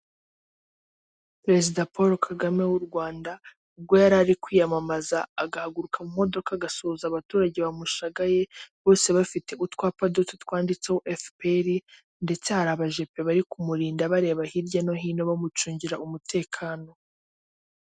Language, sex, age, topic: Kinyarwanda, female, 18-24, government